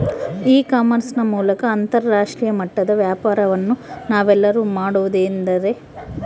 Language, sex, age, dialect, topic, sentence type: Kannada, female, 41-45, Central, agriculture, question